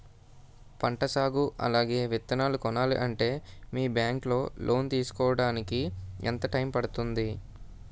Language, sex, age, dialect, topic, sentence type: Telugu, male, 18-24, Utterandhra, banking, question